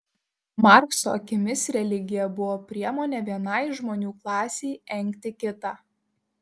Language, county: Lithuanian, Šiauliai